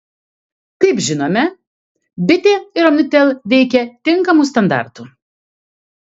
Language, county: Lithuanian, Kaunas